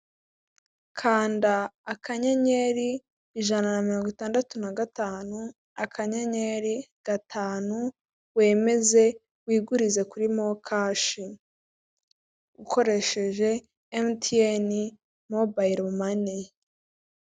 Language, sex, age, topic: Kinyarwanda, female, 18-24, finance